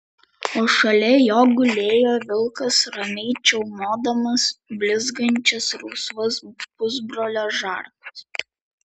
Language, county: Lithuanian, Vilnius